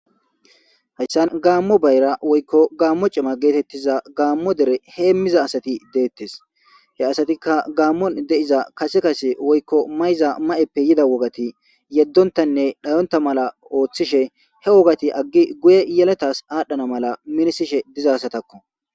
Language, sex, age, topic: Gamo, male, 25-35, government